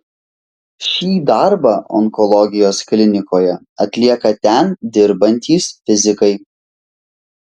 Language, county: Lithuanian, Vilnius